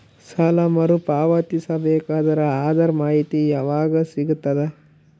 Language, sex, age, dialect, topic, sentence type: Kannada, male, 18-24, Northeastern, banking, question